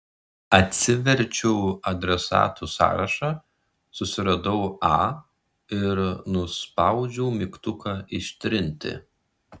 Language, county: Lithuanian, Šiauliai